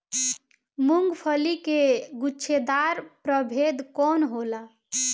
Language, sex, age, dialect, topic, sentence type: Bhojpuri, female, 18-24, Southern / Standard, agriculture, question